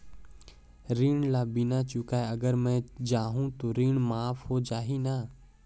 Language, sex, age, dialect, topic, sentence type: Chhattisgarhi, male, 18-24, Northern/Bhandar, banking, question